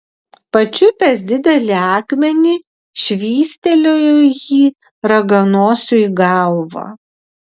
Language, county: Lithuanian, Vilnius